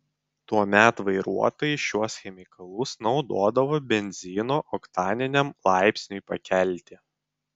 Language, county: Lithuanian, Vilnius